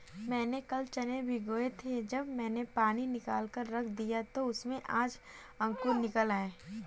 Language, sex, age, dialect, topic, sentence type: Hindi, female, 18-24, Kanauji Braj Bhasha, agriculture, statement